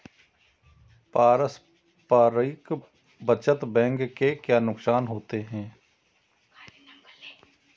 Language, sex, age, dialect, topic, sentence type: Hindi, female, 31-35, Awadhi Bundeli, banking, statement